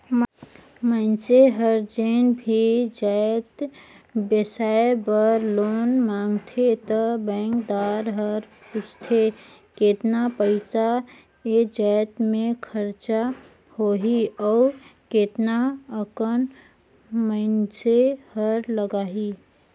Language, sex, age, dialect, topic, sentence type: Chhattisgarhi, female, 36-40, Northern/Bhandar, banking, statement